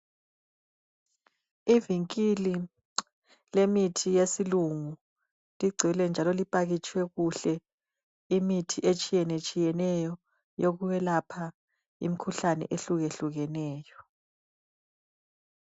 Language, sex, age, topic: North Ndebele, female, 25-35, health